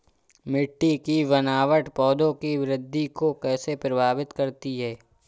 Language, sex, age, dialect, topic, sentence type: Hindi, male, 36-40, Awadhi Bundeli, agriculture, statement